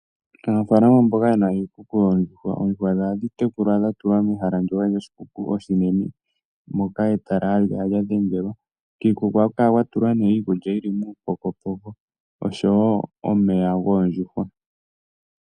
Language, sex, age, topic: Oshiwambo, male, 18-24, agriculture